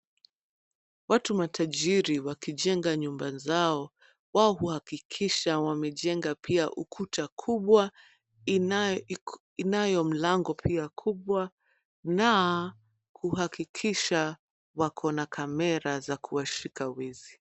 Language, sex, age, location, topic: Swahili, female, 25-35, Nairobi, finance